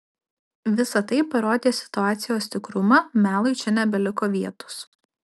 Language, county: Lithuanian, Alytus